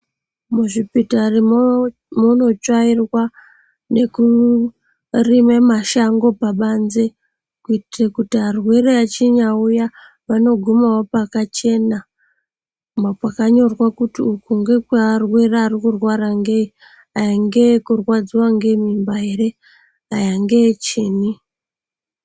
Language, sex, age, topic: Ndau, female, 25-35, health